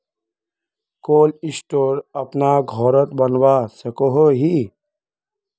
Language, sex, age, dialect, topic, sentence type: Magahi, male, 25-30, Northeastern/Surjapuri, agriculture, question